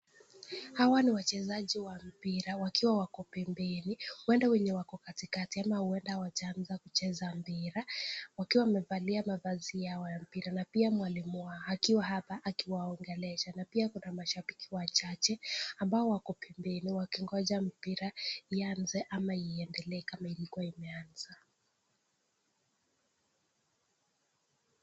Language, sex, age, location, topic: Swahili, male, 18-24, Nakuru, government